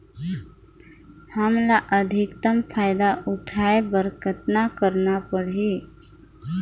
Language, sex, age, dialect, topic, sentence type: Chhattisgarhi, female, 25-30, Northern/Bhandar, agriculture, question